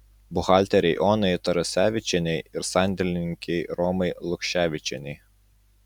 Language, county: Lithuanian, Utena